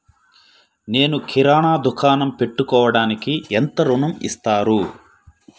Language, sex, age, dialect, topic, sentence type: Telugu, male, 25-30, Central/Coastal, banking, question